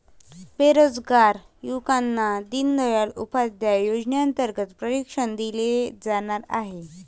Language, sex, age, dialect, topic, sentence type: Marathi, male, 18-24, Varhadi, banking, statement